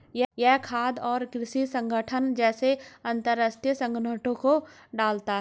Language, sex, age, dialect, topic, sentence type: Hindi, female, 60-100, Hindustani Malvi Khadi Boli, agriculture, statement